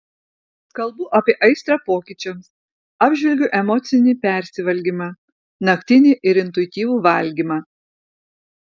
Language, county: Lithuanian, Vilnius